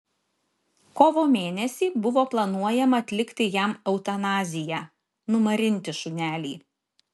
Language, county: Lithuanian, Šiauliai